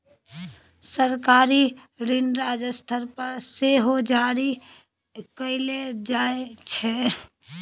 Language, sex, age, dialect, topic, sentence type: Maithili, female, 25-30, Bajjika, banking, statement